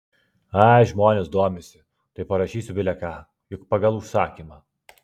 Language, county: Lithuanian, Klaipėda